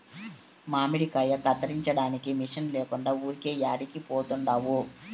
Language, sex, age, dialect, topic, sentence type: Telugu, male, 56-60, Southern, agriculture, statement